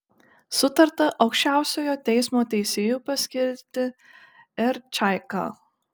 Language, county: Lithuanian, Šiauliai